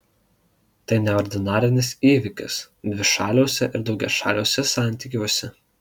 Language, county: Lithuanian, Alytus